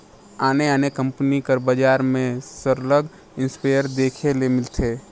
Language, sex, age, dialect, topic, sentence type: Chhattisgarhi, male, 18-24, Northern/Bhandar, agriculture, statement